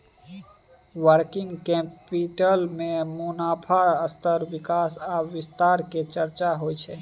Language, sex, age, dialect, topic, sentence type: Maithili, male, 18-24, Bajjika, banking, statement